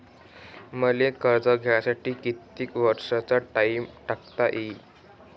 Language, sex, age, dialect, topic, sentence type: Marathi, male, 25-30, Varhadi, banking, question